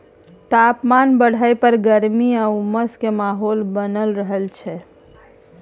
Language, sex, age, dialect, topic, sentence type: Maithili, male, 25-30, Bajjika, agriculture, statement